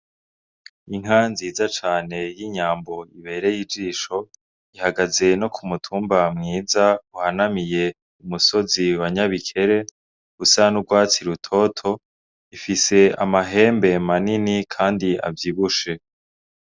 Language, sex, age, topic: Rundi, male, 18-24, agriculture